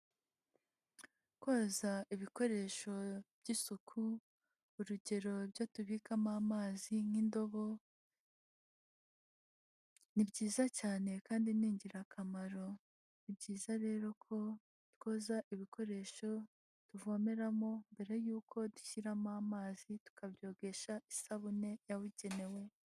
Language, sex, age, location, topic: Kinyarwanda, female, 18-24, Huye, health